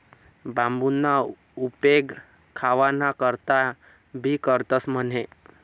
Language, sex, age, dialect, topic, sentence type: Marathi, male, 18-24, Northern Konkan, agriculture, statement